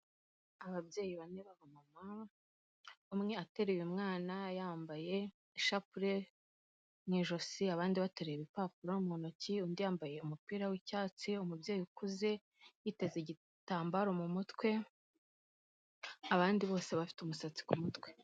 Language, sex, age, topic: Kinyarwanda, female, 18-24, finance